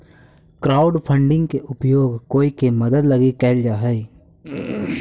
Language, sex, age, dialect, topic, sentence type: Magahi, male, 18-24, Central/Standard, agriculture, statement